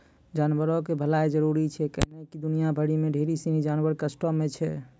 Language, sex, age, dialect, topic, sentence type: Maithili, male, 25-30, Angika, agriculture, statement